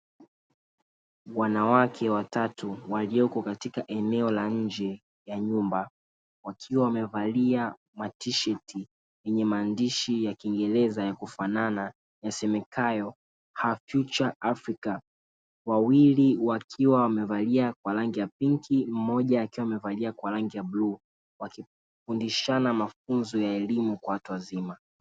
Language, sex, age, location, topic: Swahili, male, 36-49, Dar es Salaam, education